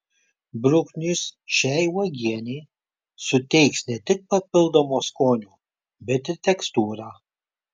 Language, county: Lithuanian, Kaunas